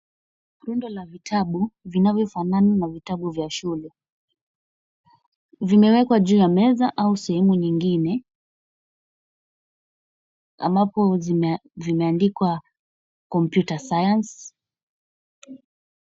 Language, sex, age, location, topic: Swahili, female, 18-24, Kisumu, education